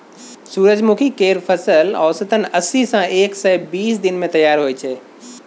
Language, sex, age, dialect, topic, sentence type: Maithili, female, 36-40, Bajjika, agriculture, statement